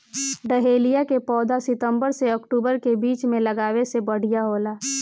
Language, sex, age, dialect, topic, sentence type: Bhojpuri, female, 18-24, Northern, agriculture, statement